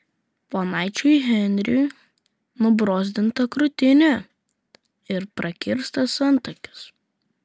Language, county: Lithuanian, Vilnius